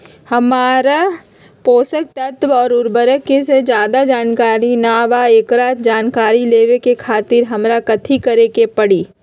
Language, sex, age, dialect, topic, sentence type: Magahi, female, 31-35, Western, agriculture, question